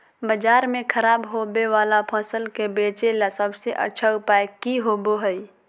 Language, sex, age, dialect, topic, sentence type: Magahi, female, 18-24, Southern, agriculture, statement